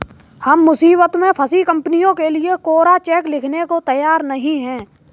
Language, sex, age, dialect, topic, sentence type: Hindi, male, 18-24, Kanauji Braj Bhasha, banking, statement